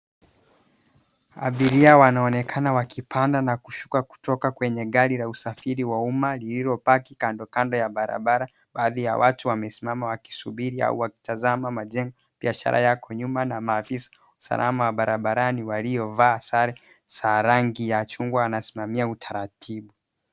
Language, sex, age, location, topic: Swahili, male, 18-24, Nairobi, government